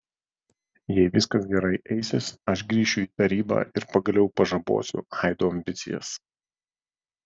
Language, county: Lithuanian, Vilnius